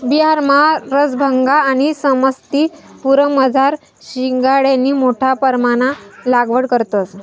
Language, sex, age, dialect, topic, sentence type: Marathi, female, 18-24, Northern Konkan, agriculture, statement